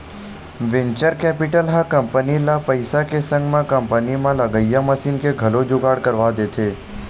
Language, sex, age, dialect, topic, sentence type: Chhattisgarhi, male, 18-24, Western/Budati/Khatahi, banking, statement